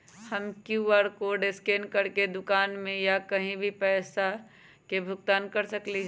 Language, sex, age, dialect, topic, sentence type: Magahi, female, 25-30, Western, banking, question